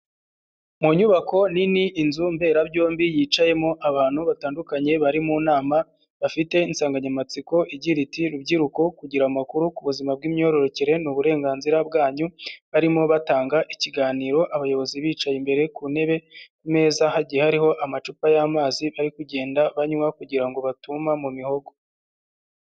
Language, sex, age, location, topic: Kinyarwanda, male, 25-35, Nyagatare, health